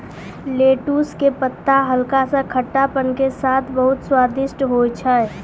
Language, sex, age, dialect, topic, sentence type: Maithili, female, 18-24, Angika, agriculture, statement